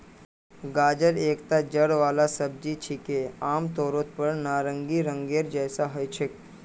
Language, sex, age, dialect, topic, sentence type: Magahi, male, 18-24, Northeastern/Surjapuri, agriculture, statement